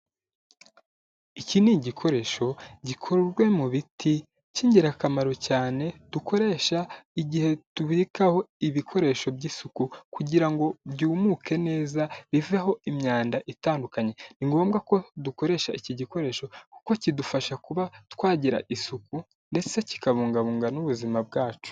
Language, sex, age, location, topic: Kinyarwanda, male, 18-24, Huye, health